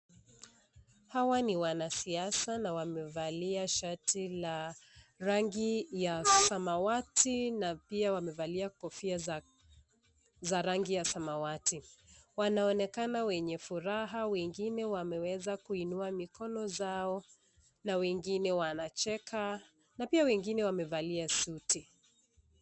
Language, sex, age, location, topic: Swahili, female, 25-35, Nakuru, government